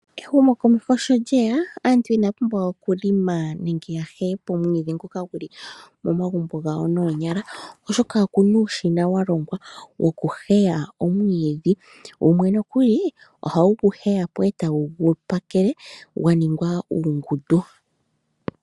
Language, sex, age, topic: Oshiwambo, male, 25-35, agriculture